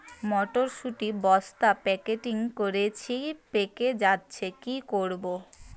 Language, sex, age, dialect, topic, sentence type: Bengali, female, 18-24, Rajbangshi, agriculture, question